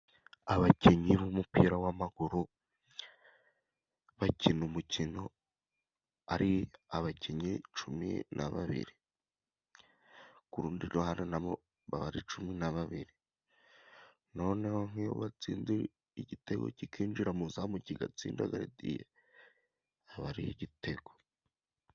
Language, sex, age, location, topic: Kinyarwanda, male, 25-35, Musanze, government